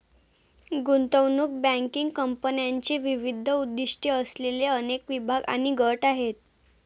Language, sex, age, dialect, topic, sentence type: Marathi, female, 18-24, Varhadi, banking, statement